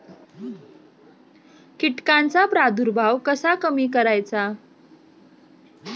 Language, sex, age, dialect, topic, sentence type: Marathi, female, 25-30, Standard Marathi, agriculture, question